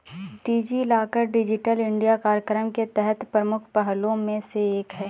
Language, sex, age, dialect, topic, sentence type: Hindi, female, 18-24, Awadhi Bundeli, banking, statement